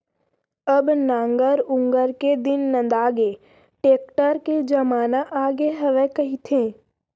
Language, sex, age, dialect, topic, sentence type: Chhattisgarhi, male, 25-30, Central, agriculture, statement